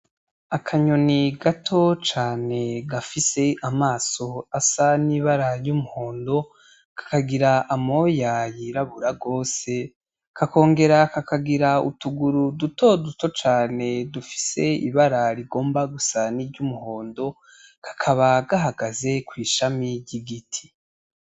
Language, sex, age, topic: Rundi, male, 18-24, agriculture